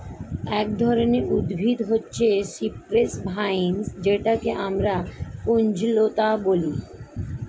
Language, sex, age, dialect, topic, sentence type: Bengali, female, 36-40, Standard Colloquial, agriculture, statement